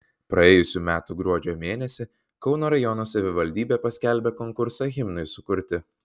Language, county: Lithuanian, Vilnius